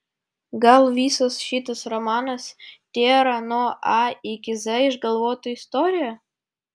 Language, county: Lithuanian, Vilnius